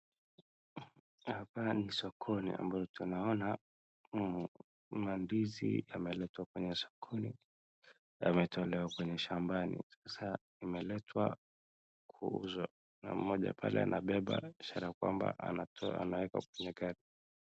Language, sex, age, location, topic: Swahili, male, 25-35, Wajir, agriculture